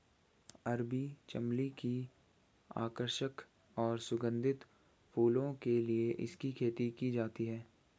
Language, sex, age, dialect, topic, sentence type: Hindi, female, 18-24, Hindustani Malvi Khadi Boli, agriculture, statement